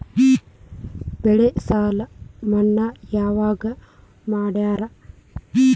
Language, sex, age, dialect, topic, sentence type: Kannada, female, 25-30, Dharwad Kannada, banking, question